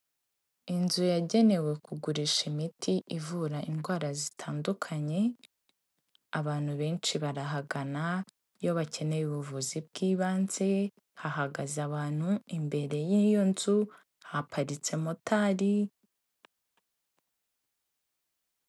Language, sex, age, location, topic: Kinyarwanda, female, 18-24, Kigali, health